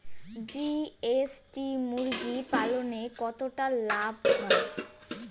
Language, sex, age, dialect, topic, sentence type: Bengali, female, 18-24, Rajbangshi, agriculture, question